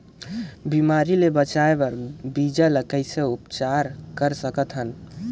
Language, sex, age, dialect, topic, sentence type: Chhattisgarhi, male, 18-24, Northern/Bhandar, agriculture, question